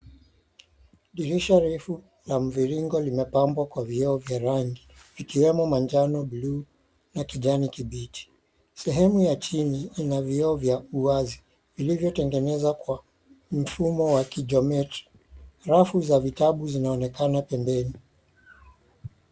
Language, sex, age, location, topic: Swahili, male, 36-49, Mombasa, government